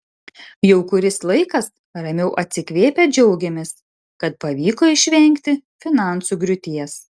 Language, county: Lithuanian, Šiauliai